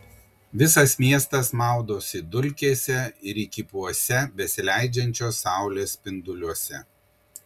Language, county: Lithuanian, Kaunas